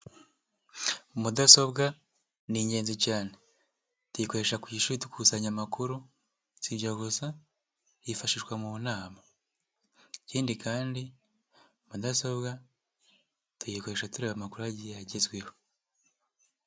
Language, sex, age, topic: Kinyarwanda, male, 18-24, health